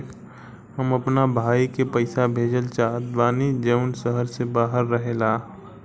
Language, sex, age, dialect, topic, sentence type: Bhojpuri, male, 18-24, Southern / Standard, banking, statement